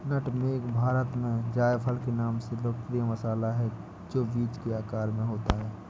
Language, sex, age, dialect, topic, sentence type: Hindi, male, 18-24, Awadhi Bundeli, agriculture, statement